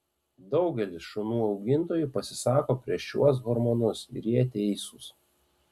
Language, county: Lithuanian, Panevėžys